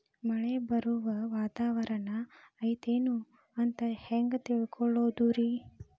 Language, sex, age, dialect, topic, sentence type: Kannada, female, 18-24, Dharwad Kannada, agriculture, question